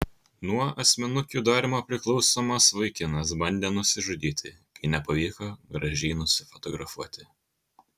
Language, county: Lithuanian, Kaunas